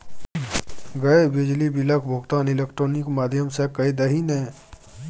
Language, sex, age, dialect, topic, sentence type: Maithili, male, 25-30, Bajjika, banking, statement